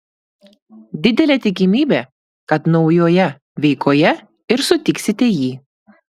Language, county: Lithuanian, Klaipėda